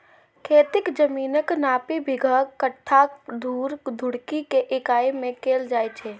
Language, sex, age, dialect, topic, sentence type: Maithili, female, 18-24, Eastern / Thethi, agriculture, statement